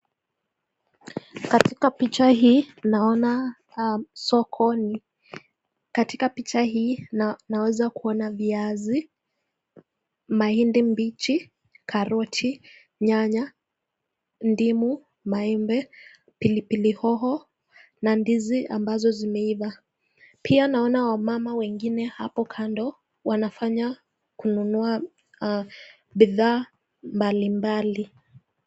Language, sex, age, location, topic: Swahili, female, 18-24, Nakuru, finance